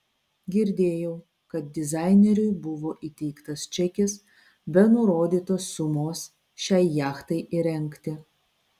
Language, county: Lithuanian, Vilnius